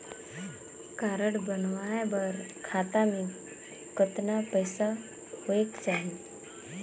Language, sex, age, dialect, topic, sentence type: Chhattisgarhi, female, 25-30, Northern/Bhandar, banking, question